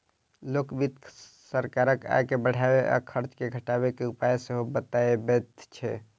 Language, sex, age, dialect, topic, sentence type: Maithili, male, 60-100, Southern/Standard, banking, statement